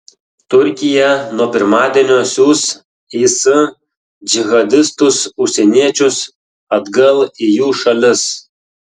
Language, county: Lithuanian, Tauragė